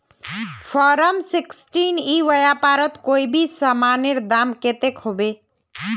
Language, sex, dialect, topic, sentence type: Magahi, female, Northeastern/Surjapuri, agriculture, question